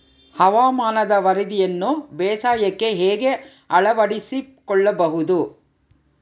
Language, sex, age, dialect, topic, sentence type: Kannada, female, 31-35, Central, agriculture, question